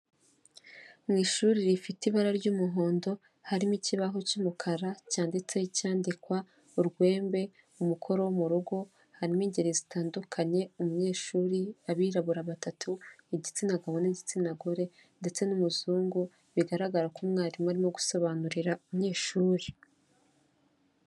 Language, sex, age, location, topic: Kinyarwanda, female, 25-35, Kigali, health